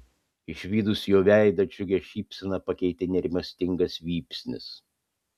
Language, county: Lithuanian, Panevėžys